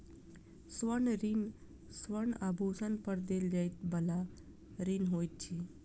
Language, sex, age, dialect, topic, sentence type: Maithili, female, 25-30, Southern/Standard, banking, statement